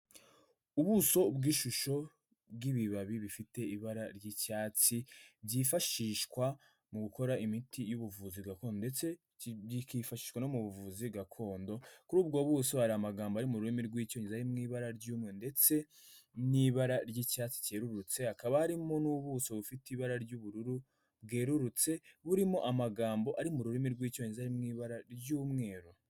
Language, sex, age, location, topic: Kinyarwanda, female, 25-35, Kigali, health